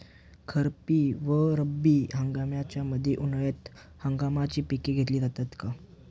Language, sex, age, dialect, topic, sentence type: Marathi, male, 18-24, Standard Marathi, agriculture, question